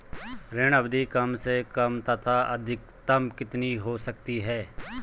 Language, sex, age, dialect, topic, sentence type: Hindi, male, 25-30, Garhwali, banking, question